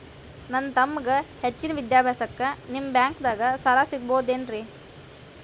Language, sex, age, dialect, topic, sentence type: Kannada, female, 18-24, Dharwad Kannada, banking, question